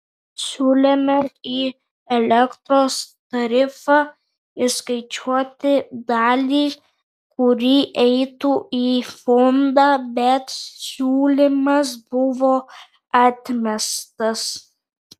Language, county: Lithuanian, Kaunas